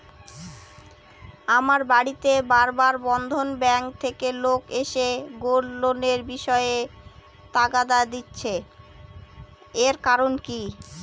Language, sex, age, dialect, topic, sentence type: Bengali, female, 18-24, Northern/Varendri, banking, question